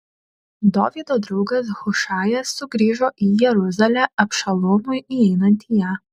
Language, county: Lithuanian, Šiauliai